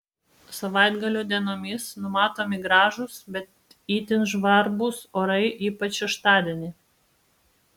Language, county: Lithuanian, Vilnius